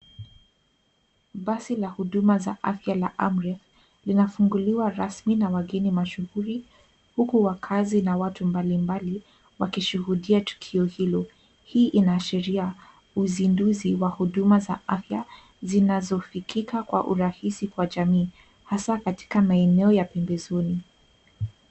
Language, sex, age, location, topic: Swahili, female, 18-24, Nairobi, health